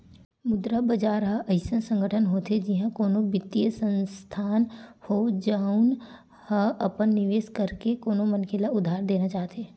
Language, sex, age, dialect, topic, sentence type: Chhattisgarhi, female, 18-24, Western/Budati/Khatahi, banking, statement